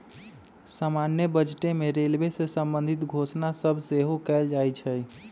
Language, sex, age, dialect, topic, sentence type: Magahi, male, 25-30, Western, banking, statement